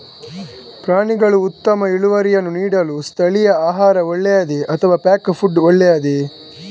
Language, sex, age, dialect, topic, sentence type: Kannada, male, 18-24, Coastal/Dakshin, agriculture, question